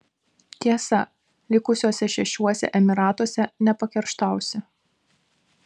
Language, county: Lithuanian, Vilnius